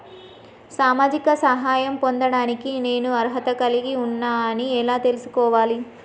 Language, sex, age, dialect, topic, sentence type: Telugu, female, 25-30, Telangana, banking, question